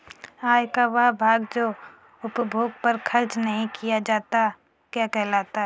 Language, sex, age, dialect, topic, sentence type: Hindi, female, 41-45, Kanauji Braj Bhasha, banking, question